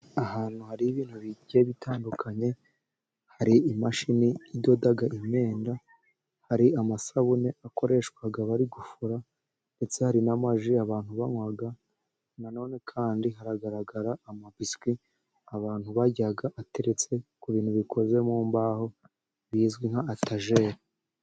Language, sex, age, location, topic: Kinyarwanda, male, 18-24, Musanze, finance